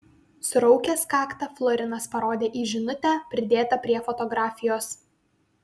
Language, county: Lithuanian, Vilnius